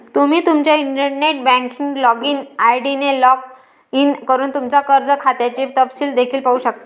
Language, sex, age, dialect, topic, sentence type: Marathi, male, 31-35, Varhadi, banking, statement